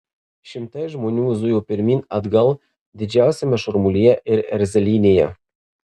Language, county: Lithuanian, Marijampolė